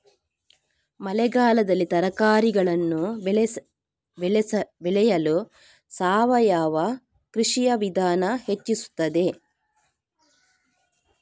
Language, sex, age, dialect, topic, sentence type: Kannada, female, 41-45, Coastal/Dakshin, agriculture, question